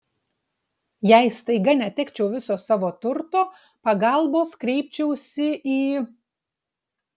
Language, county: Lithuanian, Utena